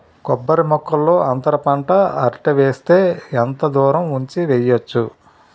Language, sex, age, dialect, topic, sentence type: Telugu, male, 36-40, Utterandhra, agriculture, question